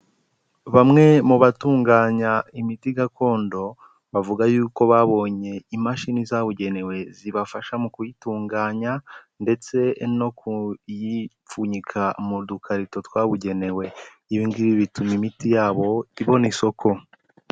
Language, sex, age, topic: Kinyarwanda, male, 18-24, health